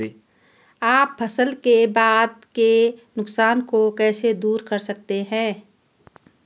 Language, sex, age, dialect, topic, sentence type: Hindi, female, 25-30, Hindustani Malvi Khadi Boli, agriculture, question